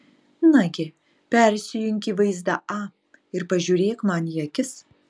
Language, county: Lithuanian, Utena